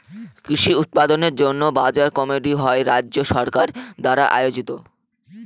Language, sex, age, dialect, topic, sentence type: Bengali, male, <18, Northern/Varendri, agriculture, statement